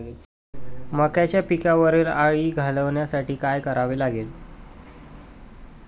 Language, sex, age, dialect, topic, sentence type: Marathi, male, 18-24, Standard Marathi, agriculture, question